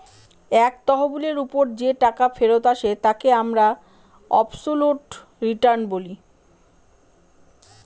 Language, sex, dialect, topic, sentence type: Bengali, female, Northern/Varendri, banking, statement